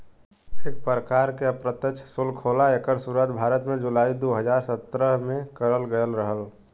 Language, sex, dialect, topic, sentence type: Bhojpuri, male, Western, banking, statement